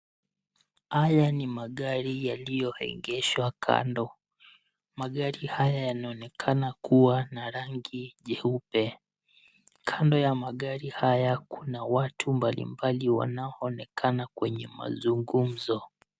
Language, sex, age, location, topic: Swahili, male, 18-24, Nairobi, finance